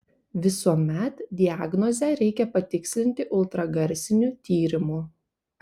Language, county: Lithuanian, Panevėžys